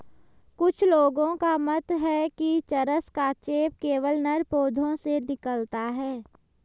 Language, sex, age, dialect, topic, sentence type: Hindi, male, 25-30, Hindustani Malvi Khadi Boli, agriculture, statement